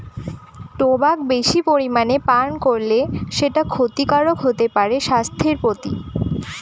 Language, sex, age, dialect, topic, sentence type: Bengali, female, 18-24, Northern/Varendri, agriculture, statement